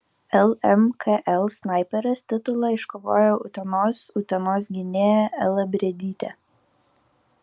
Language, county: Lithuanian, Kaunas